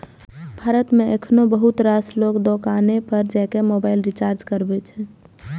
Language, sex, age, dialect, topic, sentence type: Maithili, female, 18-24, Eastern / Thethi, banking, statement